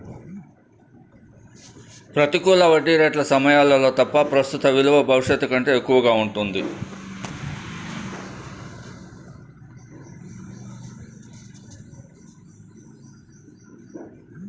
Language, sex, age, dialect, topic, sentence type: Telugu, male, 56-60, Central/Coastal, banking, statement